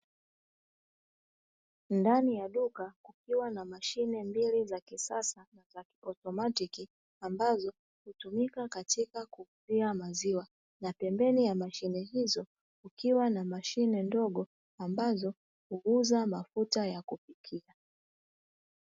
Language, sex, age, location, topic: Swahili, female, 36-49, Dar es Salaam, finance